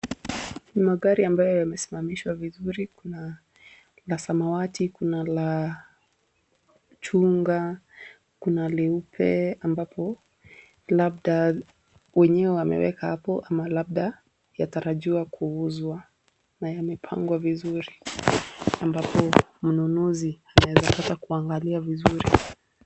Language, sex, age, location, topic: Swahili, female, 18-24, Kisumu, finance